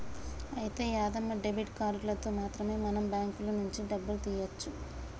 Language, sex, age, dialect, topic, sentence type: Telugu, female, 25-30, Telangana, banking, statement